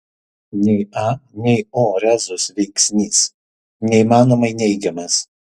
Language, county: Lithuanian, Šiauliai